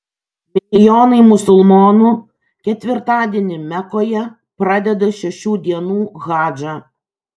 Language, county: Lithuanian, Kaunas